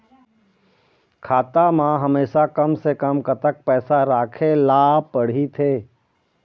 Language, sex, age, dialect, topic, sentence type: Chhattisgarhi, male, 25-30, Eastern, banking, question